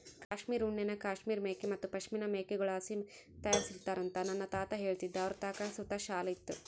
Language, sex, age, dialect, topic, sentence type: Kannada, female, 18-24, Central, agriculture, statement